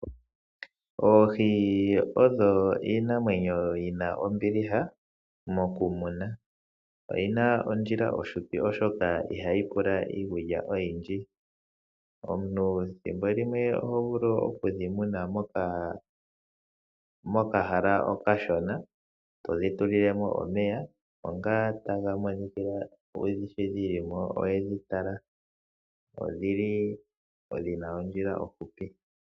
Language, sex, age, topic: Oshiwambo, male, 25-35, agriculture